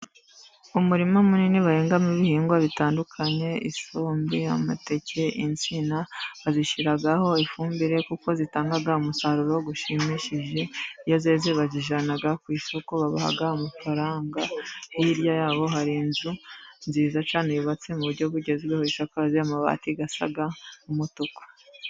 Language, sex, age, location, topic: Kinyarwanda, female, 25-35, Musanze, agriculture